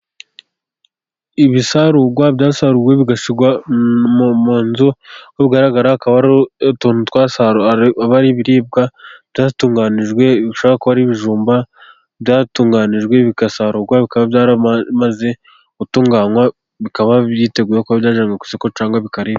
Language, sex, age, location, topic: Kinyarwanda, male, 25-35, Gakenke, agriculture